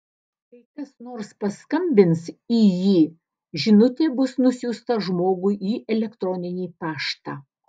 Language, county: Lithuanian, Alytus